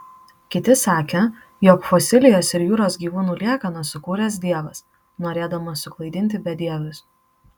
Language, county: Lithuanian, Marijampolė